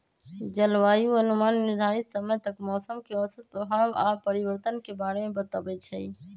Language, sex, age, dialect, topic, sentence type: Magahi, female, 25-30, Western, agriculture, statement